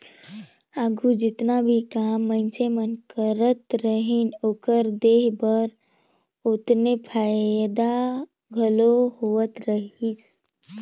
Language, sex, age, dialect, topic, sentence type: Chhattisgarhi, female, 18-24, Northern/Bhandar, agriculture, statement